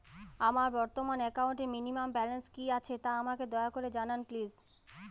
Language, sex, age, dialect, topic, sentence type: Bengali, female, 31-35, Jharkhandi, banking, statement